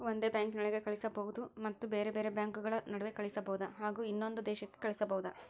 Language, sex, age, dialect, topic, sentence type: Kannada, female, 56-60, Central, banking, question